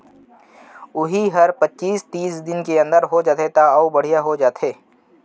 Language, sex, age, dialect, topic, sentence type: Chhattisgarhi, male, 25-30, Central, agriculture, statement